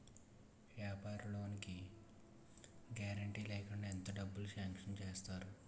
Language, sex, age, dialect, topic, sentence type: Telugu, male, 18-24, Utterandhra, banking, question